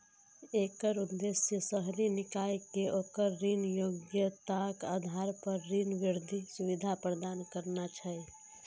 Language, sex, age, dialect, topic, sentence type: Maithili, female, 18-24, Eastern / Thethi, banking, statement